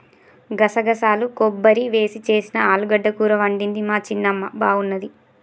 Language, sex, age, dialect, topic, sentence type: Telugu, female, 18-24, Telangana, agriculture, statement